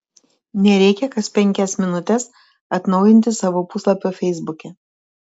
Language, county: Lithuanian, Telšiai